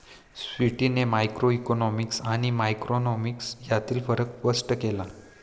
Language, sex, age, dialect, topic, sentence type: Marathi, male, 18-24, Standard Marathi, banking, statement